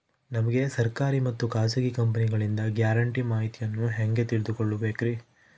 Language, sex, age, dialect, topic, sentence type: Kannada, male, 25-30, Central, banking, question